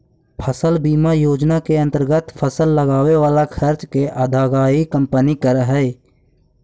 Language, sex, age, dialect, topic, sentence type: Magahi, male, 18-24, Central/Standard, banking, statement